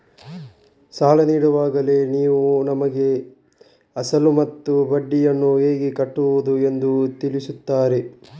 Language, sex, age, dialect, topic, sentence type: Kannada, male, 51-55, Coastal/Dakshin, banking, question